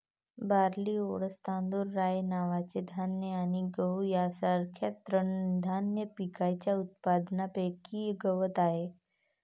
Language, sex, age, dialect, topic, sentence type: Marathi, female, 31-35, Varhadi, agriculture, statement